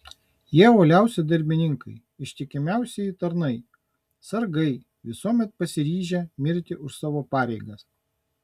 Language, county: Lithuanian, Kaunas